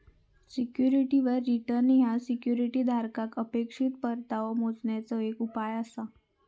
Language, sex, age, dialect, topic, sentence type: Marathi, female, 25-30, Southern Konkan, banking, statement